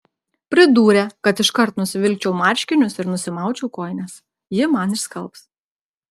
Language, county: Lithuanian, Klaipėda